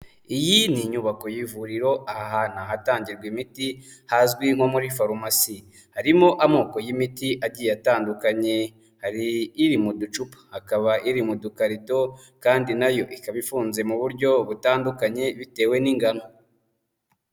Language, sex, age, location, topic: Kinyarwanda, male, 18-24, Huye, health